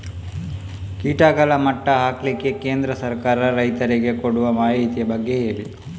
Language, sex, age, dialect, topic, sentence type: Kannada, male, 18-24, Coastal/Dakshin, agriculture, question